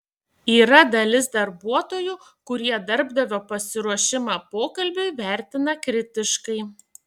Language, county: Lithuanian, Šiauliai